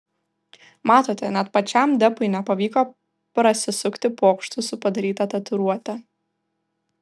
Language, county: Lithuanian, Vilnius